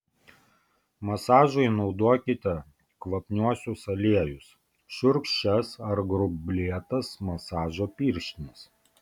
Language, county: Lithuanian, Vilnius